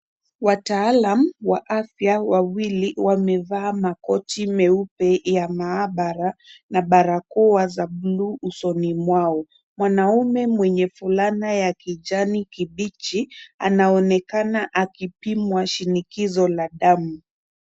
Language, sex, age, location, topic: Swahili, female, 25-35, Kisumu, health